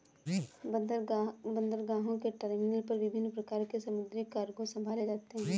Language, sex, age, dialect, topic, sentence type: Hindi, female, 18-24, Kanauji Braj Bhasha, banking, statement